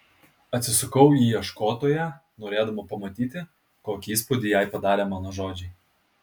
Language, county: Lithuanian, Kaunas